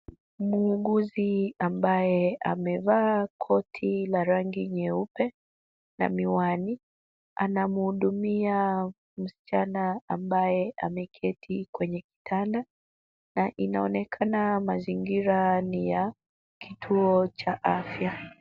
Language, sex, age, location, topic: Swahili, female, 25-35, Kisumu, health